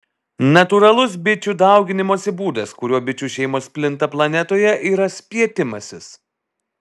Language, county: Lithuanian, Alytus